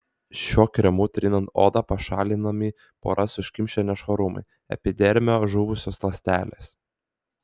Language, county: Lithuanian, Kaunas